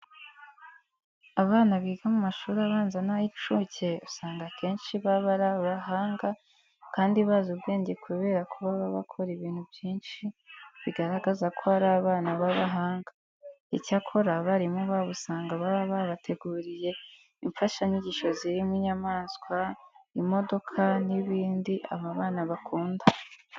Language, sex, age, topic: Kinyarwanda, female, 18-24, education